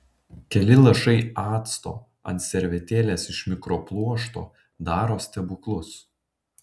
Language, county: Lithuanian, Panevėžys